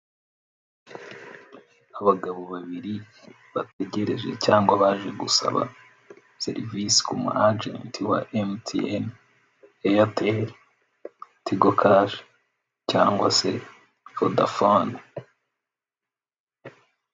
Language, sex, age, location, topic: Kinyarwanda, male, 18-24, Nyagatare, finance